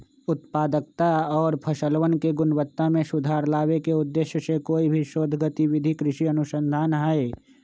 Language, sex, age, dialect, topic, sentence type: Magahi, male, 25-30, Western, agriculture, statement